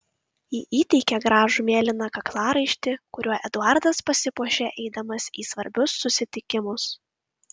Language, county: Lithuanian, Kaunas